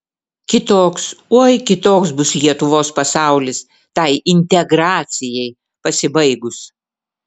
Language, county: Lithuanian, Vilnius